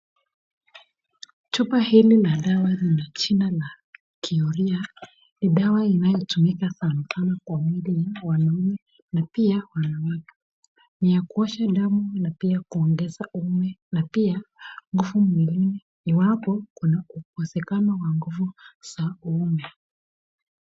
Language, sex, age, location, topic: Swahili, female, 25-35, Nakuru, health